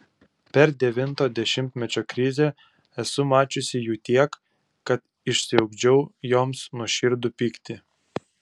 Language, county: Lithuanian, Utena